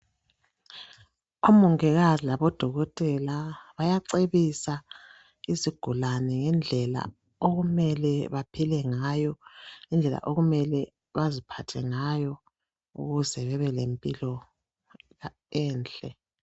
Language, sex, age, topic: North Ndebele, female, 36-49, health